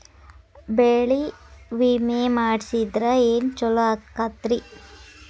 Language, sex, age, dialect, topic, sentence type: Kannada, female, 18-24, Dharwad Kannada, agriculture, question